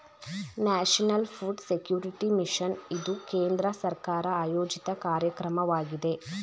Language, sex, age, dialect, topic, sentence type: Kannada, female, 18-24, Mysore Kannada, agriculture, statement